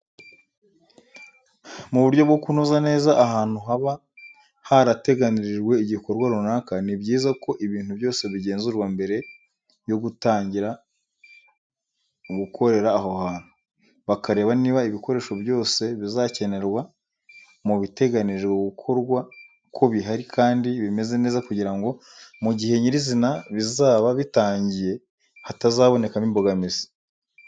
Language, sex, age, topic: Kinyarwanda, male, 25-35, education